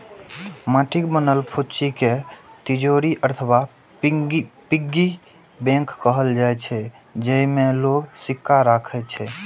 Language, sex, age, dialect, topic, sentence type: Maithili, male, 18-24, Eastern / Thethi, banking, statement